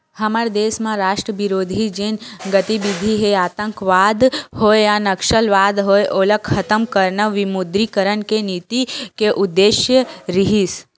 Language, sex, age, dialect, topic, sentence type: Chhattisgarhi, female, 25-30, Western/Budati/Khatahi, banking, statement